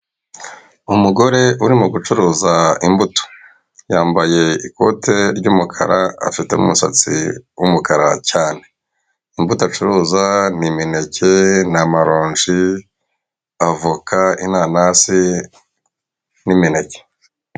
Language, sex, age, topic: Kinyarwanda, female, 36-49, finance